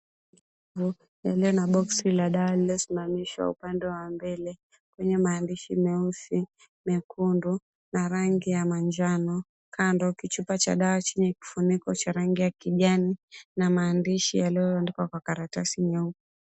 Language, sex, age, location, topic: Swahili, female, 18-24, Mombasa, health